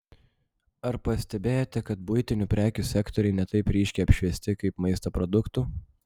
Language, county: Lithuanian, Vilnius